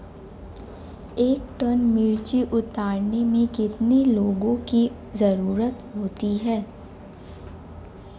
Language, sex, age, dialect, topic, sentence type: Hindi, male, 18-24, Marwari Dhudhari, agriculture, question